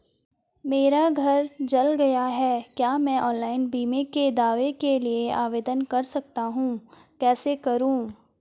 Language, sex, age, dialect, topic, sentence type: Hindi, female, 18-24, Garhwali, banking, question